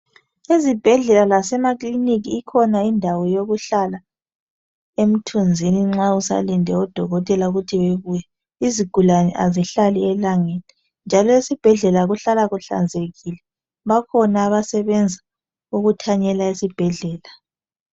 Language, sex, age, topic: North Ndebele, female, 25-35, health